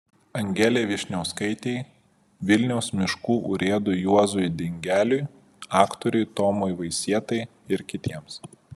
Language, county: Lithuanian, Vilnius